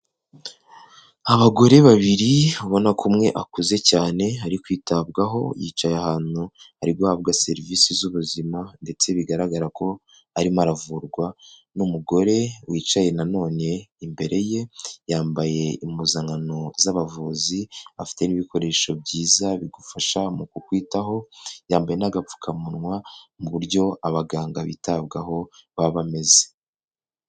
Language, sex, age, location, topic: Kinyarwanda, male, 25-35, Kigali, health